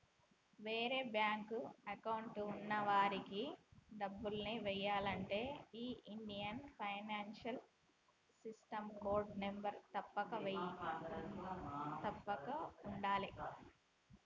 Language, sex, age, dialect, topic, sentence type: Telugu, female, 18-24, Telangana, banking, statement